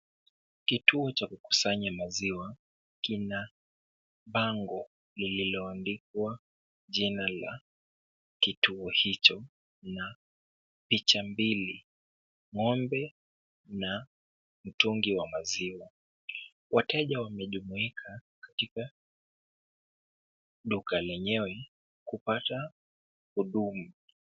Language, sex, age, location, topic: Swahili, male, 25-35, Kisumu, agriculture